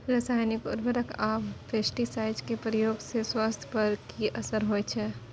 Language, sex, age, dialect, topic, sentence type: Maithili, female, 18-24, Bajjika, agriculture, question